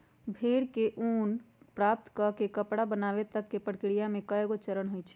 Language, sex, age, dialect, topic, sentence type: Magahi, female, 46-50, Western, agriculture, statement